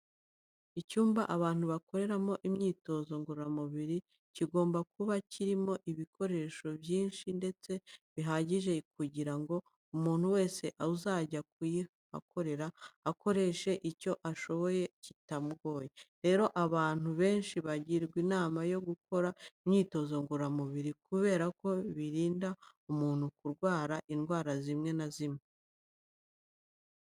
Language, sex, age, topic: Kinyarwanda, female, 36-49, education